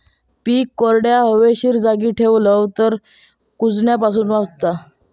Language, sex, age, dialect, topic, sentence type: Marathi, male, 31-35, Southern Konkan, agriculture, statement